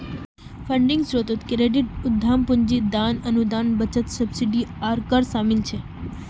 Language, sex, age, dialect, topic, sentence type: Magahi, female, 25-30, Northeastern/Surjapuri, banking, statement